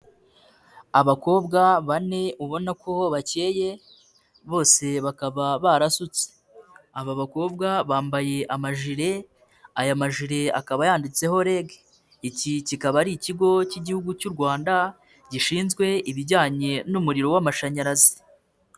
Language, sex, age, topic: Kinyarwanda, female, 25-35, government